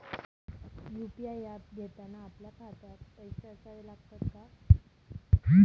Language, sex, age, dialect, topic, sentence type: Marathi, female, 18-24, Standard Marathi, banking, question